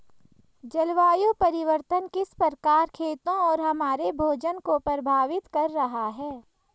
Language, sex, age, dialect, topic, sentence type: Hindi, male, 25-30, Hindustani Malvi Khadi Boli, agriculture, question